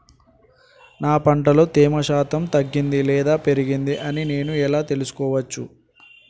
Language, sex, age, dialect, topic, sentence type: Telugu, male, 18-24, Telangana, agriculture, question